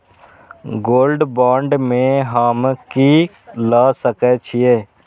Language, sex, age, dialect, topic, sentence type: Maithili, male, 18-24, Eastern / Thethi, banking, question